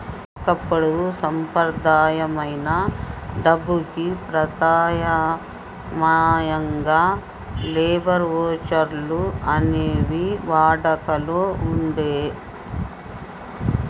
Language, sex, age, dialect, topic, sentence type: Telugu, male, 36-40, Telangana, banking, statement